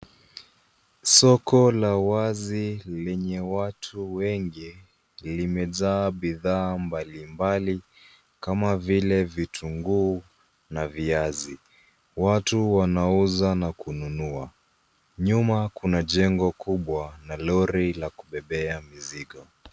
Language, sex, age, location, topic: Swahili, female, 36-49, Nairobi, finance